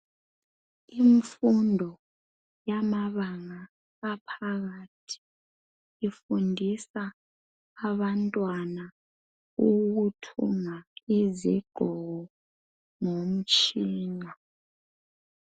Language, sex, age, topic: North Ndebele, male, 25-35, education